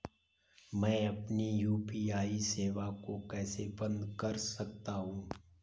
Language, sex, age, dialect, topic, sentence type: Hindi, male, 18-24, Kanauji Braj Bhasha, banking, question